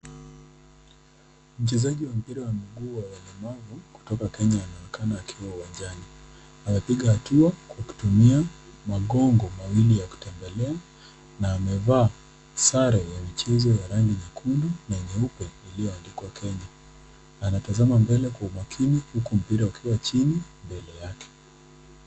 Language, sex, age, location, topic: Swahili, female, 25-35, Nakuru, education